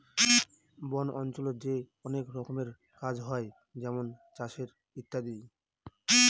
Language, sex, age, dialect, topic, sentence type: Bengali, male, 25-30, Northern/Varendri, agriculture, statement